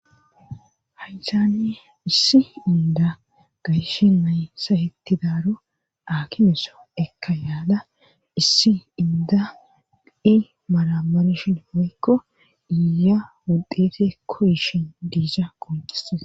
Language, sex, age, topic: Gamo, female, 25-35, government